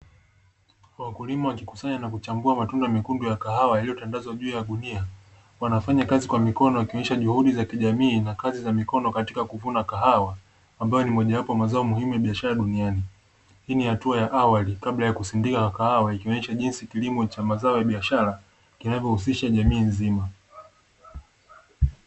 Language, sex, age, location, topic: Swahili, male, 25-35, Dar es Salaam, agriculture